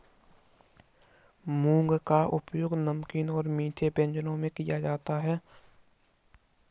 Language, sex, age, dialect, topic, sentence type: Hindi, male, 51-55, Kanauji Braj Bhasha, agriculture, statement